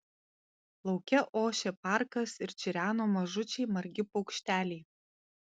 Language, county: Lithuanian, Panevėžys